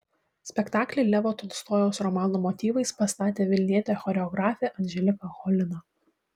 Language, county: Lithuanian, Šiauliai